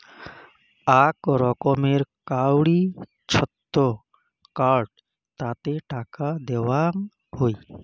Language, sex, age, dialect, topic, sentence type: Bengali, male, 25-30, Rajbangshi, banking, statement